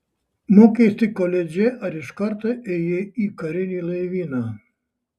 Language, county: Lithuanian, Šiauliai